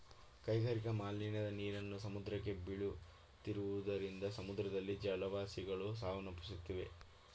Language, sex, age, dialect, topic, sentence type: Kannada, male, 18-24, Mysore Kannada, agriculture, statement